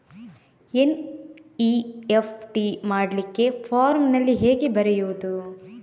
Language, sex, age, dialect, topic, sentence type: Kannada, female, 31-35, Coastal/Dakshin, banking, question